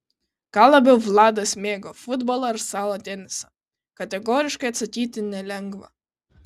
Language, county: Lithuanian, Kaunas